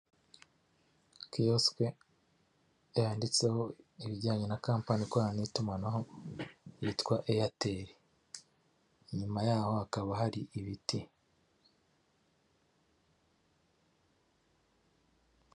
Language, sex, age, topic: Kinyarwanda, male, 36-49, finance